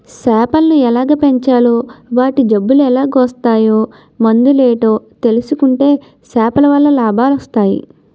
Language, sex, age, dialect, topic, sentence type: Telugu, female, 25-30, Utterandhra, agriculture, statement